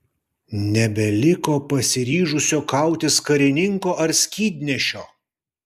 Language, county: Lithuanian, Kaunas